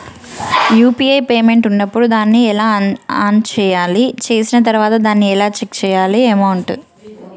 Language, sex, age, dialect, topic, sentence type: Telugu, female, 31-35, Telangana, banking, question